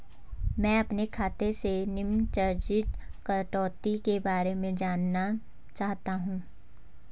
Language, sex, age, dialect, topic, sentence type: Hindi, female, 18-24, Garhwali, banking, question